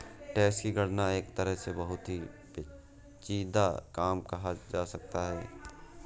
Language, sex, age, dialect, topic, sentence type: Hindi, male, 18-24, Awadhi Bundeli, banking, statement